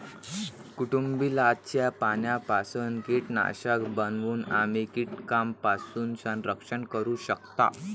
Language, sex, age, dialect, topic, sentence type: Marathi, male, 18-24, Varhadi, agriculture, statement